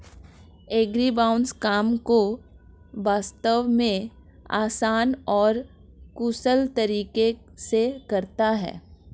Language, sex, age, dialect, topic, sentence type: Hindi, female, 25-30, Marwari Dhudhari, agriculture, statement